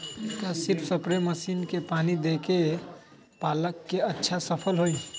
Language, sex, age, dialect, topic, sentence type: Magahi, male, 18-24, Western, agriculture, question